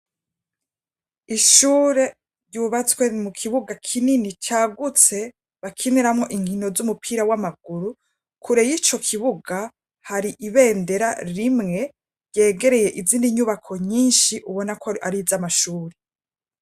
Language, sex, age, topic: Rundi, female, 25-35, education